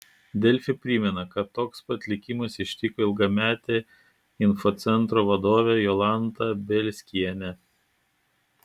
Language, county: Lithuanian, Klaipėda